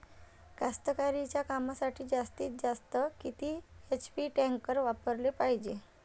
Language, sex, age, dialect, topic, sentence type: Marathi, female, 31-35, Varhadi, agriculture, question